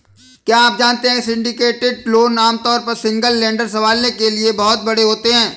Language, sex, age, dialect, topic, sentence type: Hindi, male, 25-30, Awadhi Bundeli, banking, statement